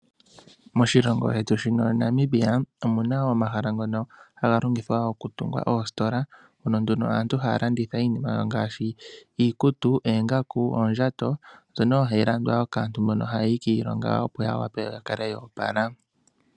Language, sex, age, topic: Oshiwambo, male, 18-24, finance